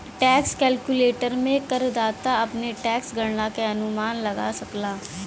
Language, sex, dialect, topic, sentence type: Bhojpuri, female, Western, banking, statement